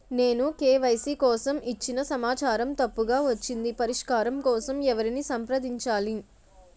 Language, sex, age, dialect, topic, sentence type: Telugu, female, 56-60, Utterandhra, banking, question